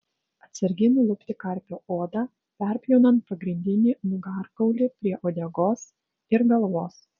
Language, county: Lithuanian, Vilnius